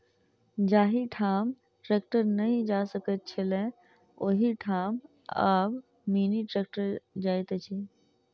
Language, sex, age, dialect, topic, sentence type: Maithili, female, 46-50, Southern/Standard, agriculture, statement